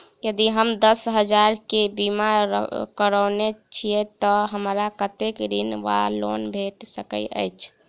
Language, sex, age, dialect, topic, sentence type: Maithili, female, 18-24, Southern/Standard, banking, question